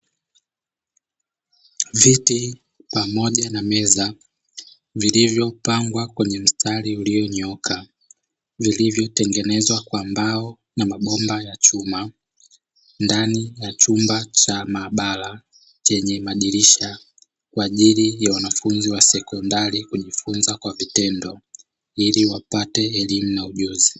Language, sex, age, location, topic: Swahili, male, 25-35, Dar es Salaam, education